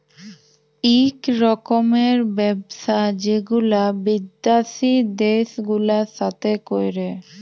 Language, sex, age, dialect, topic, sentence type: Bengali, female, 18-24, Jharkhandi, banking, statement